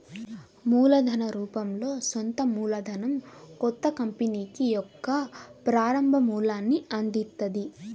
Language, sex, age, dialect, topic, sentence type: Telugu, female, 18-24, Central/Coastal, banking, statement